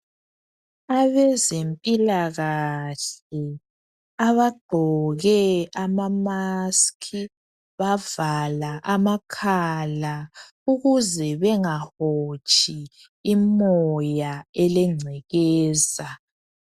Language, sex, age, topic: North Ndebele, male, 25-35, health